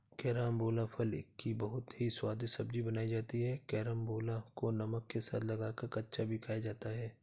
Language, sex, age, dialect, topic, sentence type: Hindi, male, 36-40, Awadhi Bundeli, agriculture, statement